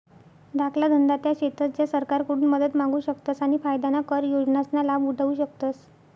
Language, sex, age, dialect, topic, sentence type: Marathi, female, 60-100, Northern Konkan, banking, statement